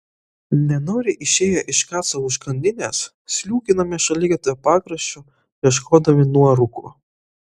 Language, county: Lithuanian, Utena